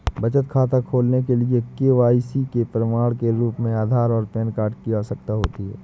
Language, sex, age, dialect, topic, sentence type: Hindi, male, 25-30, Awadhi Bundeli, banking, statement